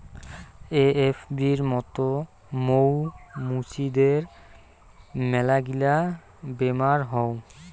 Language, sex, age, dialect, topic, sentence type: Bengali, male, 18-24, Rajbangshi, agriculture, statement